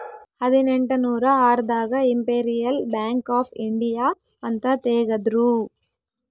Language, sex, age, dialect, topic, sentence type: Kannada, female, 18-24, Central, banking, statement